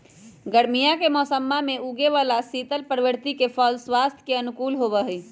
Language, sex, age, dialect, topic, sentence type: Magahi, female, 18-24, Western, agriculture, statement